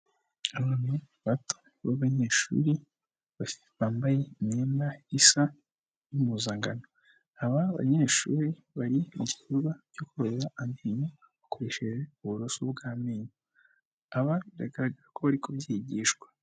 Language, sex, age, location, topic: Kinyarwanda, female, 18-24, Huye, health